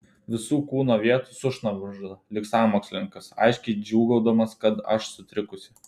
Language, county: Lithuanian, Telšiai